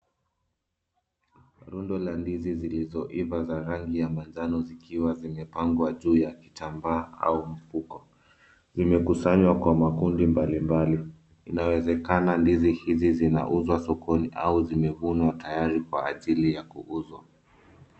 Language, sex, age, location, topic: Swahili, male, 25-35, Nairobi, finance